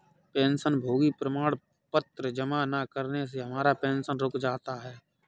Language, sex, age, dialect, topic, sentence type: Hindi, male, 51-55, Kanauji Braj Bhasha, banking, statement